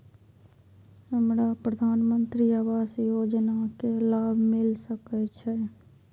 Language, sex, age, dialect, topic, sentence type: Maithili, female, 25-30, Eastern / Thethi, banking, question